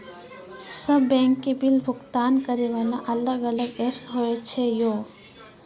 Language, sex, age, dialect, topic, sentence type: Maithili, female, 51-55, Angika, banking, question